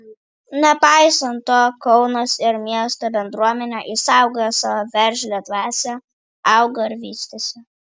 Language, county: Lithuanian, Vilnius